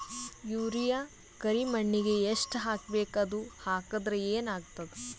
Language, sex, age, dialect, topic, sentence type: Kannada, female, 18-24, Northeastern, agriculture, question